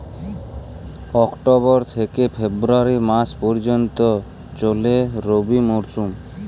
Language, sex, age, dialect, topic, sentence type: Bengali, male, 46-50, Jharkhandi, agriculture, statement